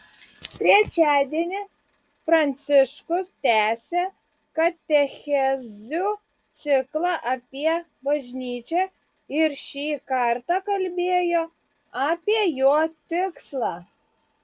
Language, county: Lithuanian, Šiauliai